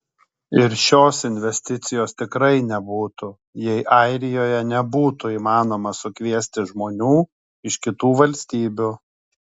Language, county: Lithuanian, Kaunas